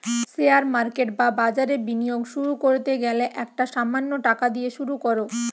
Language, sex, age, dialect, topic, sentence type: Bengali, female, 18-24, Western, banking, statement